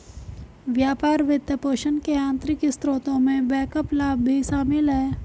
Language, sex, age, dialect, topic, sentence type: Hindi, female, 25-30, Hindustani Malvi Khadi Boli, banking, statement